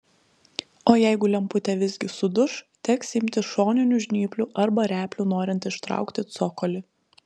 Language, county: Lithuanian, Telšiai